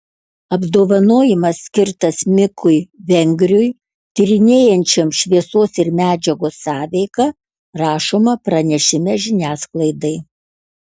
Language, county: Lithuanian, Kaunas